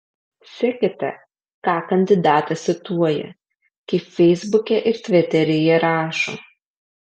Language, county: Lithuanian, Alytus